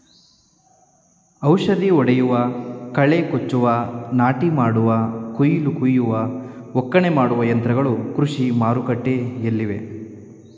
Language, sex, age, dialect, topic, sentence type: Kannada, male, 18-24, Mysore Kannada, agriculture, statement